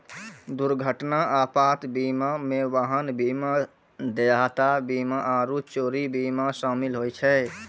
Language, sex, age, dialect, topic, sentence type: Maithili, female, 25-30, Angika, banking, statement